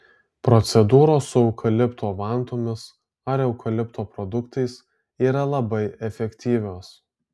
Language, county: Lithuanian, Alytus